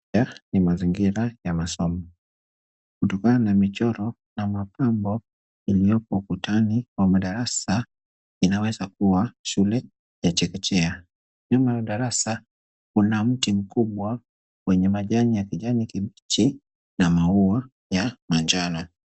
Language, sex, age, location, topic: Swahili, male, 25-35, Kisumu, education